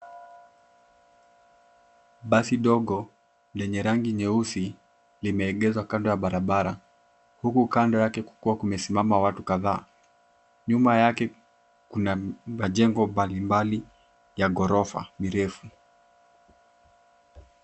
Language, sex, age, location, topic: Swahili, male, 18-24, Nairobi, government